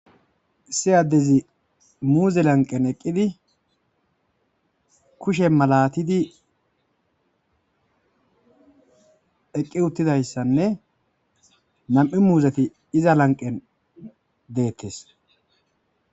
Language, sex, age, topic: Gamo, male, 25-35, agriculture